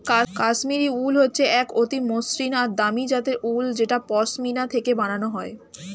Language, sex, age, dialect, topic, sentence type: Bengali, female, 25-30, Standard Colloquial, agriculture, statement